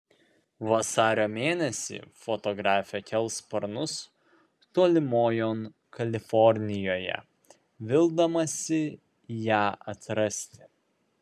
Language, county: Lithuanian, Vilnius